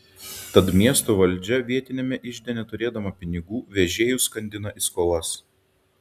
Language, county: Lithuanian, Šiauliai